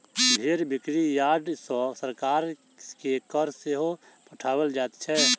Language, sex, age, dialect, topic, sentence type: Maithili, male, 31-35, Southern/Standard, agriculture, statement